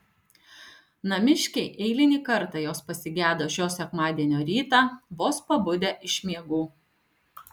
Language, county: Lithuanian, Alytus